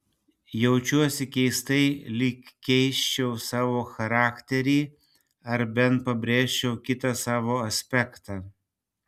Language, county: Lithuanian, Panevėžys